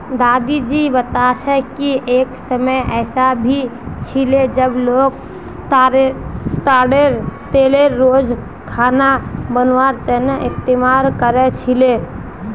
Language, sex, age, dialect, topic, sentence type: Magahi, female, 18-24, Northeastern/Surjapuri, agriculture, statement